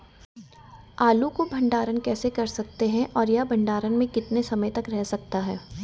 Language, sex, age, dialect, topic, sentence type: Hindi, female, 18-24, Garhwali, agriculture, question